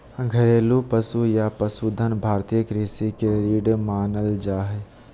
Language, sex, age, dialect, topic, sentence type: Magahi, male, 18-24, Southern, agriculture, statement